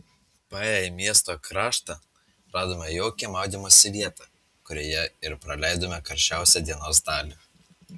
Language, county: Lithuanian, Utena